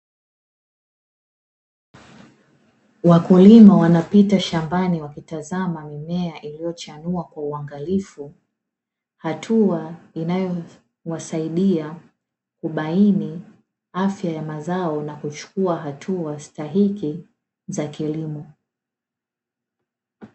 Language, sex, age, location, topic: Swahili, female, 18-24, Dar es Salaam, agriculture